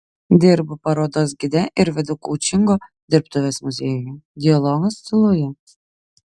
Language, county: Lithuanian, Klaipėda